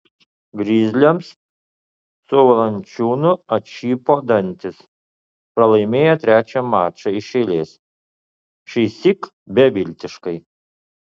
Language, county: Lithuanian, Utena